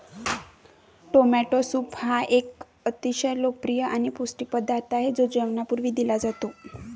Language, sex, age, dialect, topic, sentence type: Marathi, female, 25-30, Varhadi, agriculture, statement